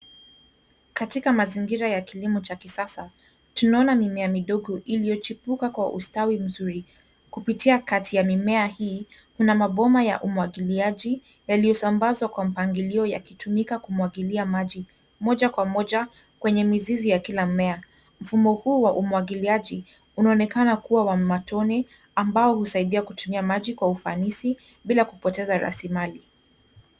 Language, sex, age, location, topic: Swahili, female, 18-24, Nairobi, agriculture